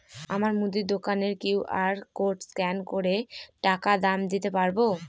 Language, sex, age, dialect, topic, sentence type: Bengali, female, 25-30, Northern/Varendri, banking, question